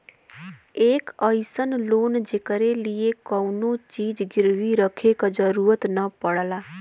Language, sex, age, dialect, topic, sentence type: Bhojpuri, female, 18-24, Western, banking, statement